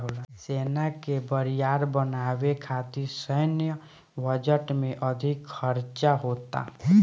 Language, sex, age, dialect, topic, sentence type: Bhojpuri, male, 18-24, Southern / Standard, banking, statement